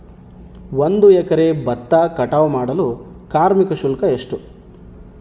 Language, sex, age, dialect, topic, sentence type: Kannada, male, 31-35, Central, agriculture, question